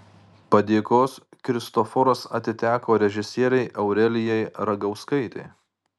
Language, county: Lithuanian, Marijampolė